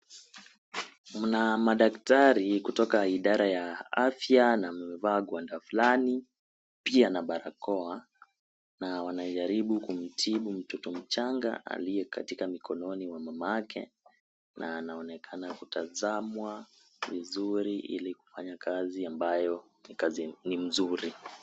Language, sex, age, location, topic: Swahili, male, 18-24, Kisii, health